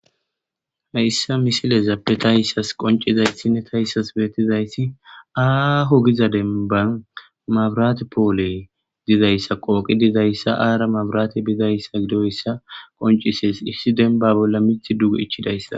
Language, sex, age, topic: Gamo, male, 18-24, government